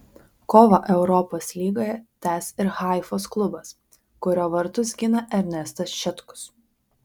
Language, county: Lithuanian, Vilnius